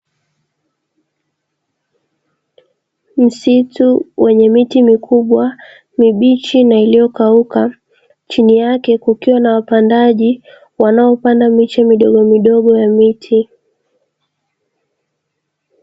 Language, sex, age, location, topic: Swahili, female, 18-24, Dar es Salaam, agriculture